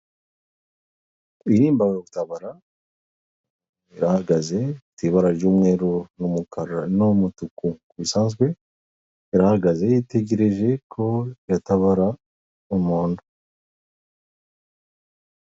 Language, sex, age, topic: Kinyarwanda, male, 36-49, government